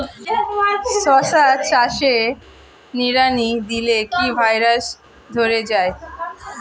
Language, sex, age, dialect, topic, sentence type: Bengali, female, <18, Standard Colloquial, agriculture, question